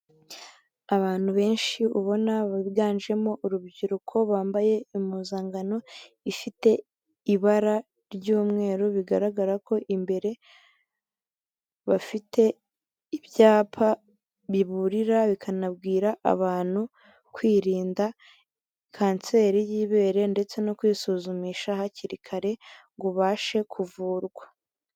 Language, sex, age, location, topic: Kinyarwanda, female, 36-49, Kigali, health